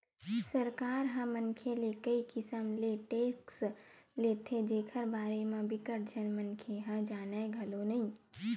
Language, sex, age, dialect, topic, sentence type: Chhattisgarhi, female, 18-24, Western/Budati/Khatahi, banking, statement